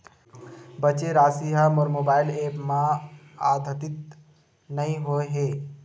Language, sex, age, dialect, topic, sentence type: Chhattisgarhi, male, 18-24, Western/Budati/Khatahi, banking, statement